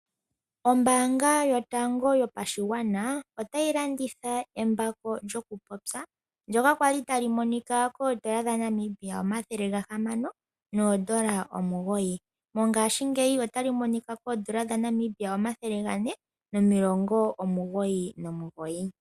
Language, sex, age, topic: Oshiwambo, female, 18-24, finance